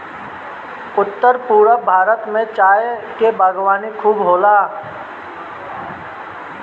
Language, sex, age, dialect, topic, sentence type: Bhojpuri, male, 60-100, Northern, agriculture, statement